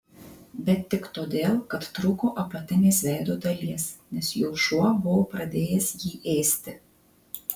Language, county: Lithuanian, Marijampolė